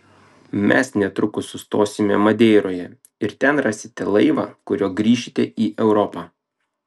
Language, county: Lithuanian, Klaipėda